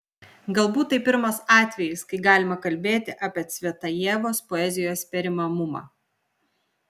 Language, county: Lithuanian, Vilnius